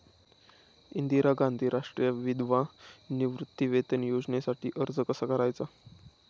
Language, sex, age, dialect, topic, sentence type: Marathi, male, 18-24, Standard Marathi, banking, question